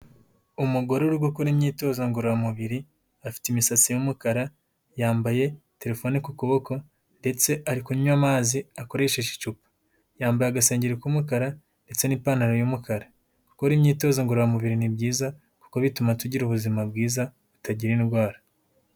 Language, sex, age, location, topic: Kinyarwanda, male, 18-24, Huye, health